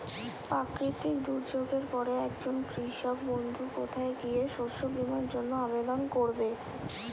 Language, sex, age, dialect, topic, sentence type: Bengali, female, 25-30, Standard Colloquial, agriculture, question